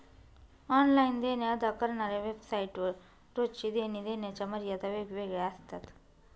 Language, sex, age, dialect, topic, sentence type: Marathi, female, 31-35, Northern Konkan, banking, statement